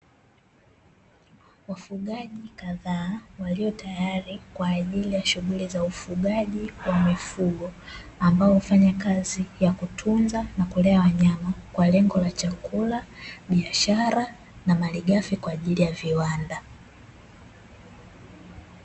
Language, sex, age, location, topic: Swahili, female, 18-24, Dar es Salaam, agriculture